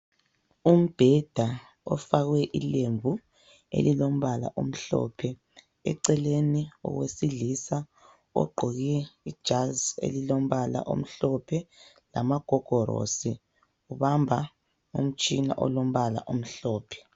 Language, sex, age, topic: North Ndebele, female, 25-35, health